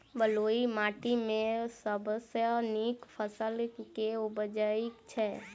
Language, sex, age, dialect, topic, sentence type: Maithili, female, 18-24, Southern/Standard, agriculture, question